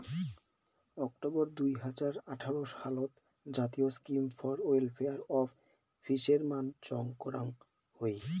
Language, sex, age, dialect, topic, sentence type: Bengali, male, 18-24, Rajbangshi, agriculture, statement